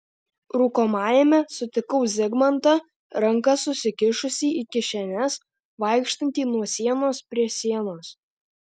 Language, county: Lithuanian, Alytus